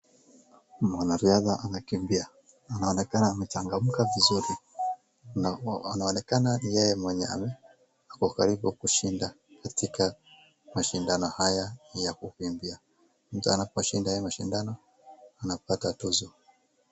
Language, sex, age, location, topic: Swahili, male, 25-35, Wajir, education